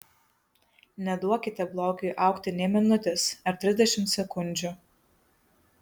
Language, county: Lithuanian, Kaunas